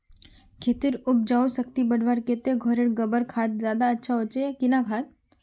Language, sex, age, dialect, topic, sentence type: Magahi, female, 41-45, Northeastern/Surjapuri, agriculture, question